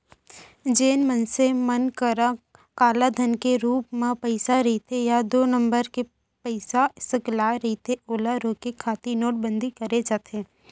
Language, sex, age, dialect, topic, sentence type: Chhattisgarhi, female, 25-30, Central, banking, statement